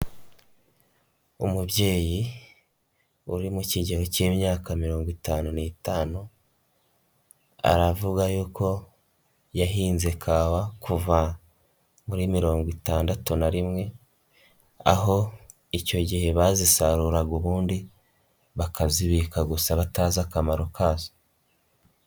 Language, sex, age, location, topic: Kinyarwanda, male, 18-24, Nyagatare, agriculture